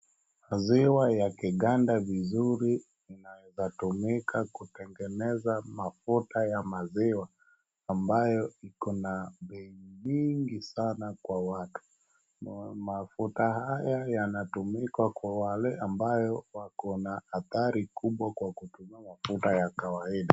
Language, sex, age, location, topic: Swahili, male, 36-49, Wajir, agriculture